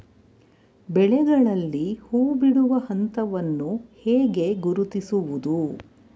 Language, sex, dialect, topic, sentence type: Kannada, female, Mysore Kannada, agriculture, statement